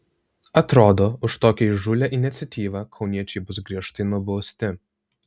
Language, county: Lithuanian, Vilnius